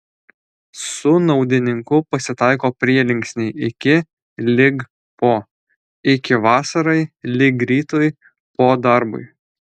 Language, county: Lithuanian, Alytus